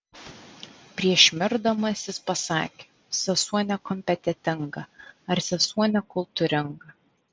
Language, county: Lithuanian, Vilnius